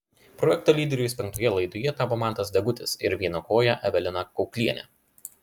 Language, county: Lithuanian, Klaipėda